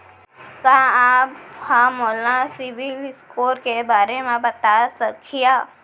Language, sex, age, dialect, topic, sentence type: Chhattisgarhi, female, 18-24, Central, banking, statement